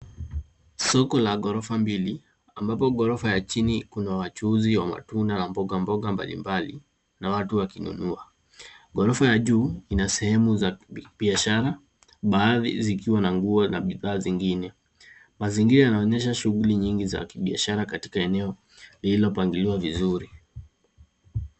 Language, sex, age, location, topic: Swahili, female, 50+, Nairobi, finance